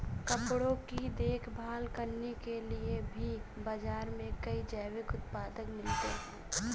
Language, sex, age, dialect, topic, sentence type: Hindi, female, 25-30, Awadhi Bundeli, agriculture, statement